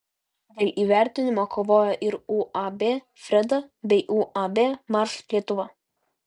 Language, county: Lithuanian, Utena